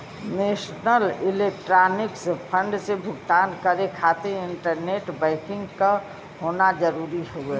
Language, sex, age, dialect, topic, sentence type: Bhojpuri, female, 25-30, Western, banking, statement